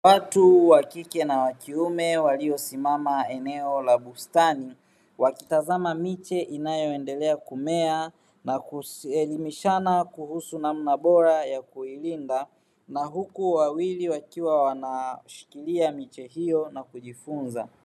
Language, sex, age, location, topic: Swahili, male, 36-49, Dar es Salaam, agriculture